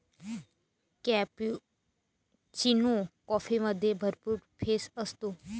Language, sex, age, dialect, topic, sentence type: Marathi, female, 31-35, Varhadi, agriculture, statement